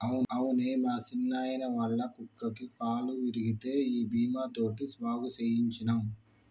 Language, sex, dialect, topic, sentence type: Telugu, male, Telangana, banking, statement